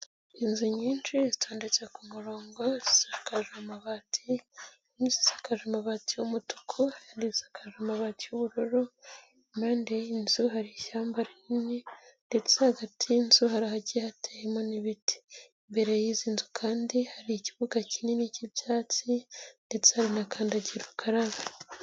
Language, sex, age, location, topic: Kinyarwanda, female, 18-24, Nyagatare, education